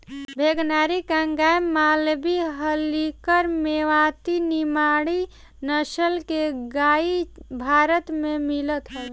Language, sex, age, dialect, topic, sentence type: Bhojpuri, female, 18-24, Northern, agriculture, statement